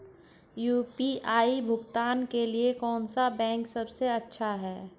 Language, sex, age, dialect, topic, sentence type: Hindi, female, 41-45, Hindustani Malvi Khadi Boli, banking, question